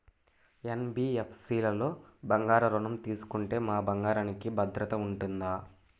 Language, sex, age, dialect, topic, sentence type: Telugu, male, 18-24, Central/Coastal, banking, question